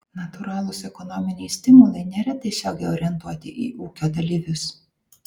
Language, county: Lithuanian, Vilnius